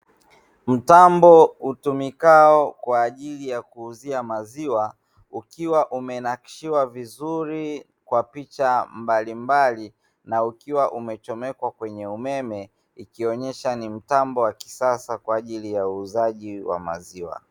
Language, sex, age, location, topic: Swahili, male, 18-24, Dar es Salaam, finance